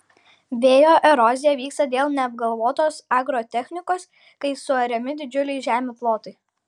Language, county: Lithuanian, Kaunas